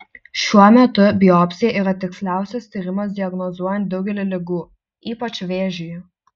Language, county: Lithuanian, Utena